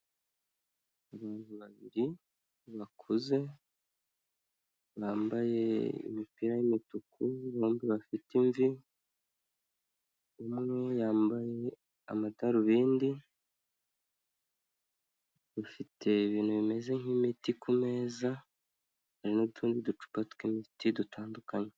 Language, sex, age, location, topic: Kinyarwanda, male, 25-35, Kigali, health